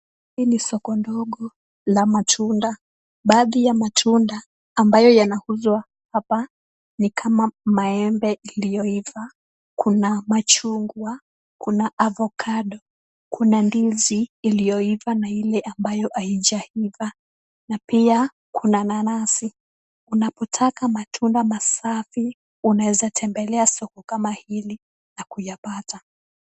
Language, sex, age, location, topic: Swahili, female, 18-24, Kisumu, finance